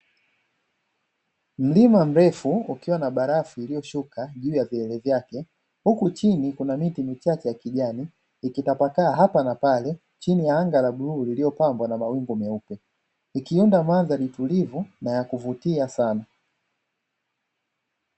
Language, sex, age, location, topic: Swahili, male, 25-35, Dar es Salaam, agriculture